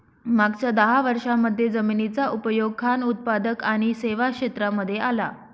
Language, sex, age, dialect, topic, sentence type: Marathi, female, 25-30, Northern Konkan, agriculture, statement